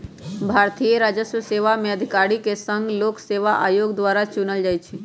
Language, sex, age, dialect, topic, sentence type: Magahi, male, 18-24, Western, banking, statement